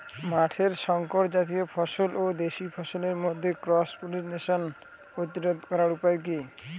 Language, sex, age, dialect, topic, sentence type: Bengali, male, 25-30, Northern/Varendri, agriculture, question